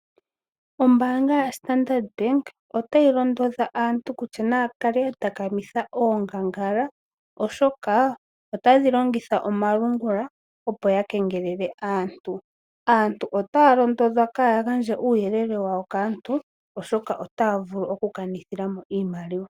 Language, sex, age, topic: Oshiwambo, female, 18-24, finance